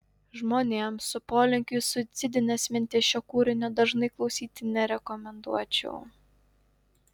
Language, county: Lithuanian, Utena